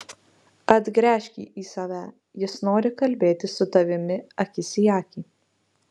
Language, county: Lithuanian, Marijampolė